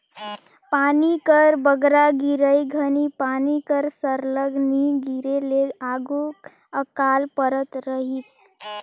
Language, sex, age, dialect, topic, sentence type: Chhattisgarhi, female, 18-24, Northern/Bhandar, agriculture, statement